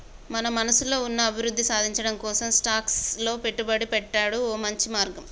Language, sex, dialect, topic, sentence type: Telugu, male, Telangana, banking, statement